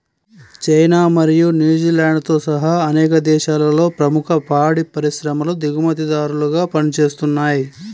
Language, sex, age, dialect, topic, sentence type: Telugu, male, 41-45, Central/Coastal, agriculture, statement